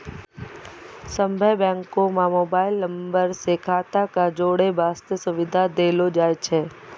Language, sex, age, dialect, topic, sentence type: Maithili, female, 51-55, Angika, banking, statement